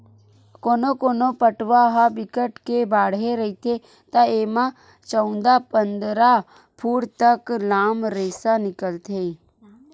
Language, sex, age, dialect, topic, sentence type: Chhattisgarhi, female, 41-45, Western/Budati/Khatahi, agriculture, statement